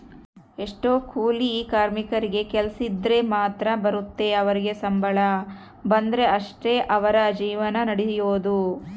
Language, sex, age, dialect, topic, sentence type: Kannada, female, 36-40, Central, banking, statement